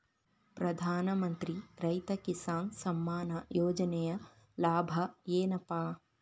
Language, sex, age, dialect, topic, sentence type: Kannada, female, 18-24, Dharwad Kannada, agriculture, question